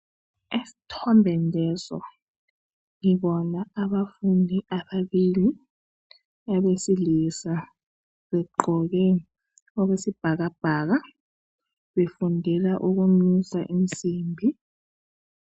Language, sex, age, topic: North Ndebele, male, 36-49, education